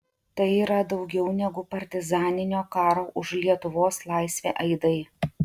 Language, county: Lithuanian, Klaipėda